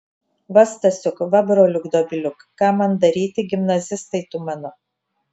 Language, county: Lithuanian, Telšiai